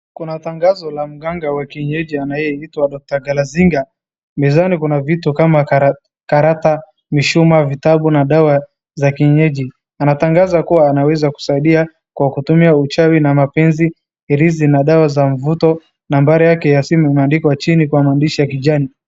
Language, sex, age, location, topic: Swahili, male, 25-35, Wajir, health